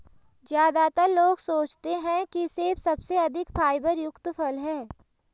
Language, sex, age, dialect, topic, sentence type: Hindi, female, 18-24, Garhwali, agriculture, statement